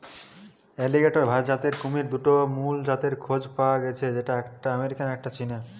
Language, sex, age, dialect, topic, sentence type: Bengali, male, 60-100, Western, agriculture, statement